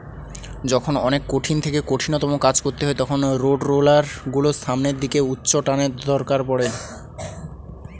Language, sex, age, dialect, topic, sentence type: Bengali, male, 18-24, Standard Colloquial, agriculture, statement